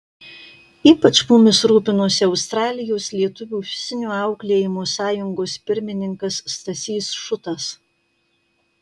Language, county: Lithuanian, Kaunas